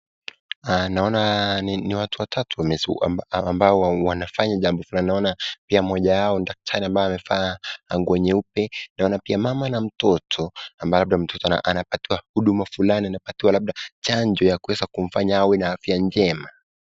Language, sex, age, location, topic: Swahili, male, 18-24, Nakuru, health